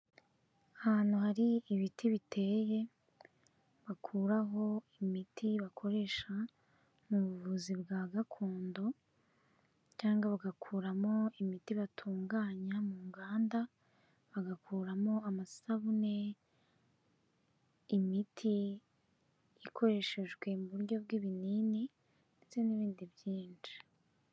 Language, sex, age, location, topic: Kinyarwanda, female, 18-24, Kigali, health